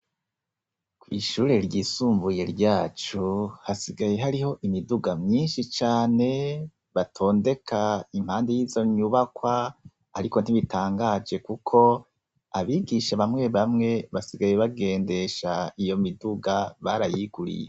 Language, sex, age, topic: Rundi, male, 36-49, education